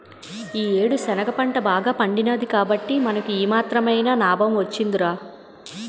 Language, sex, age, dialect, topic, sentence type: Telugu, female, 31-35, Utterandhra, agriculture, statement